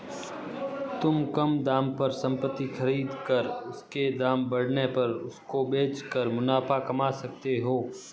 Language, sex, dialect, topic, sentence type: Hindi, male, Marwari Dhudhari, banking, statement